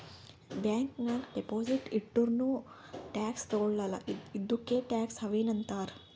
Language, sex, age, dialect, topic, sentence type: Kannada, female, 46-50, Northeastern, banking, statement